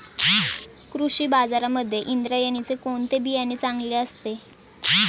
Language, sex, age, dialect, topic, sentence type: Marathi, female, 18-24, Standard Marathi, agriculture, question